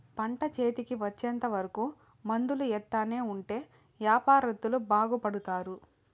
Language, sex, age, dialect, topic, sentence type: Telugu, female, 18-24, Southern, agriculture, statement